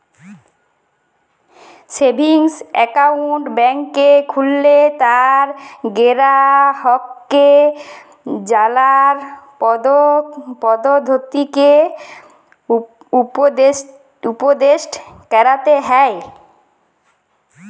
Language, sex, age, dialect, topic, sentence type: Bengali, female, 25-30, Jharkhandi, banking, statement